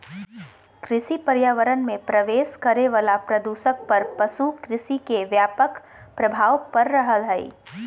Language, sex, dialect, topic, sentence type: Magahi, female, Southern, agriculture, statement